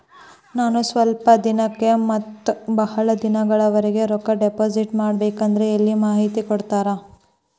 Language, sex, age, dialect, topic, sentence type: Kannada, female, 18-24, Central, banking, question